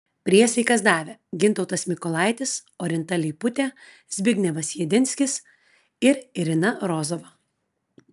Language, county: Lithuanian, Klaipėda